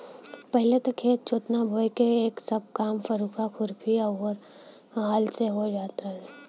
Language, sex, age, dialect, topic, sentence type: Bhojpuri, female, 18-24, Western, agriculture, statement